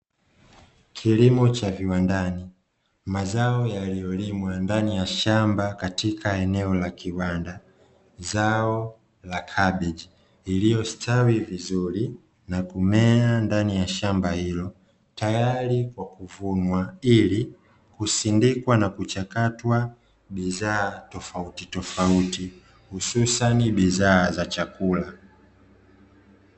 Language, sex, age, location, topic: Swahili, male, 25-35, Dar es Salaam, agriculture